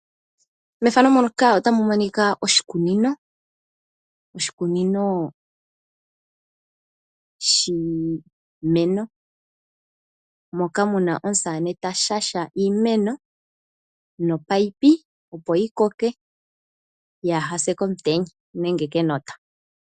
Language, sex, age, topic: Oshiwambo, female, 25-35, agriculture